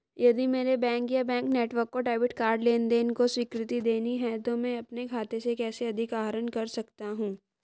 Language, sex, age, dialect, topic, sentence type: Hindi, female, 25-30, Hindustani Malvi Khadi Boli, banking, question